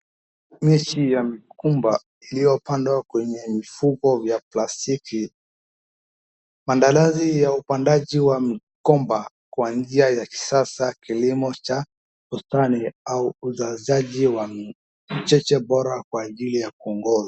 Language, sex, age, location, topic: Swahili, male, 18-24, Wajir, agriculture